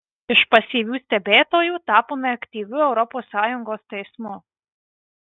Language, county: Lithuanian, Marijampolė